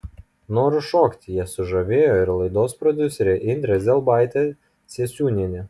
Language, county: Lithuanian, Kaunas